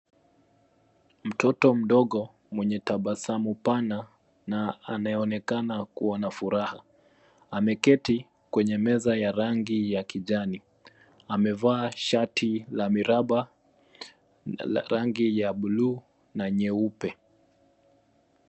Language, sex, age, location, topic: Swahili, male, 25-35, Nairobi, education